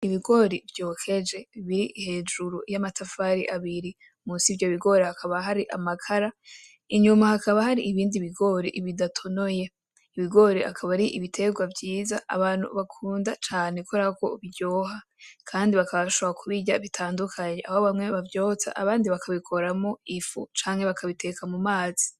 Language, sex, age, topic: Rundi, male, 18-24, agriculture